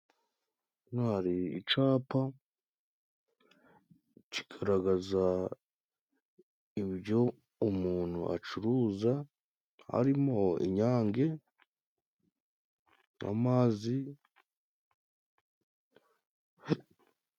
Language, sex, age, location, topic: Kinyarwanda, male, 18-24, Musanze, finance